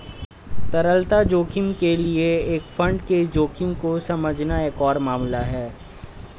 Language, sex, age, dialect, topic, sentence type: Hindi, male, 18-24, Hindustani Malvi Khadi Boli, banking, statement